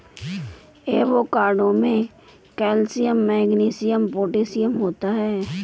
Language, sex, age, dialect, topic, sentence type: Hindi, female, 18-24, Marwari Dhudhari, agriculture, statement